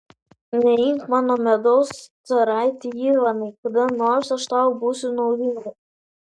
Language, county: Lithuanian, Vilnius